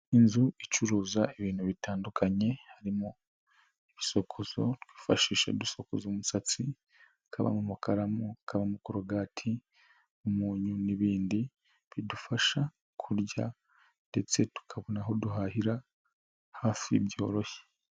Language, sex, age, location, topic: Kinyarwanda, male, 25-35, Nyagatare, finance